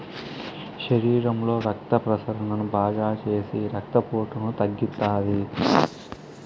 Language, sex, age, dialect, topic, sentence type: Telugu, male, 25-30, Southern, agriculture, statement